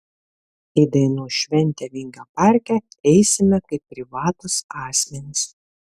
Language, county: Lithuanian, Vilnius